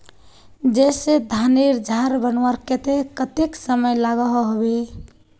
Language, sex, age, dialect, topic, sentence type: Magahi, female, 18-24, Northeastern/Surjapuri, agriculture, question